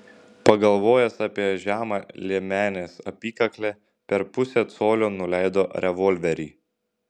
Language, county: Lithuanian, Šiauliai